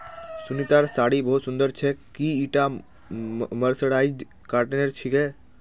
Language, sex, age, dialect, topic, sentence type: Magahi, male, 51-55, Northeastern/Surjapuri, agriculture, statement